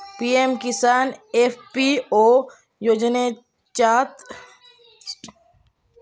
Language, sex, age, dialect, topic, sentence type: Marathi, male, 31-35, Southern Konkan, agriculture, question